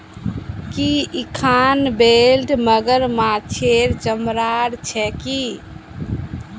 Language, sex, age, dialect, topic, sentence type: Magahi, female, 25-30, Northeastern/Surjapuri, agriculture, statement